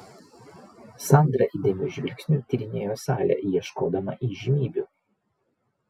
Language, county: Lithuanian, Vilnius